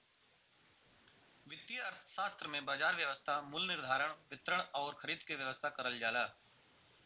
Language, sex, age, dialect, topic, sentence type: Bhojpuri, male, 41-45, Western, banking, statement